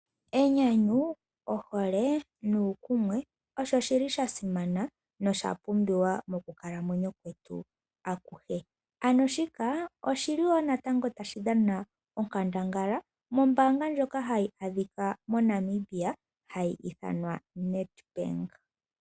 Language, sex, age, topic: Oshiwambo, female, 18-24, finance